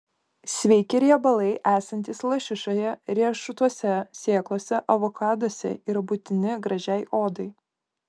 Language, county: Lithuanian, Kaunas